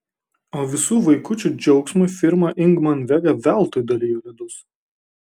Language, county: Lithuanian, Kaunas